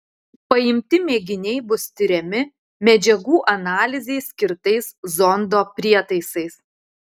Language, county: Lithuanian, Utena